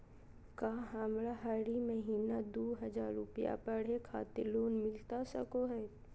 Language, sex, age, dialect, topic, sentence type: Magahi, female, 18-24, Southern, banking, question